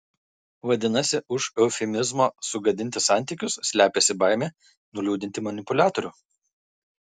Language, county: Lithuanian, Kaunas